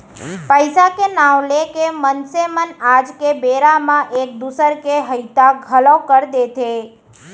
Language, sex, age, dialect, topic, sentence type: Chhattisgarhi, female, 41-45, Central, banking, statement